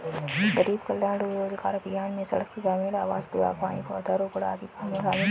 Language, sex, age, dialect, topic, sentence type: Hindi, female, 25-30, Marwari Dhudhari, banking, statement